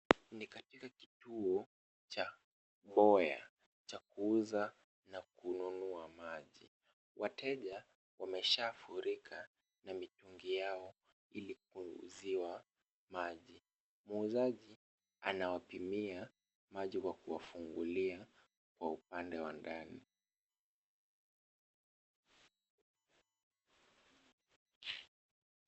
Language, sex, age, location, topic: Swahili, male, 25-35, Kisumu, health